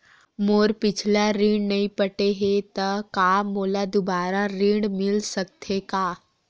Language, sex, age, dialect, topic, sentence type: Chhattisgarhi, female, 18-24, Western/Budati/Khatahi, banking, question